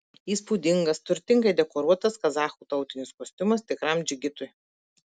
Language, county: Lithuanian, Marijampolė